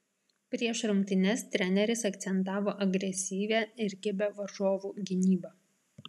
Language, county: Lithuanian, Vilnius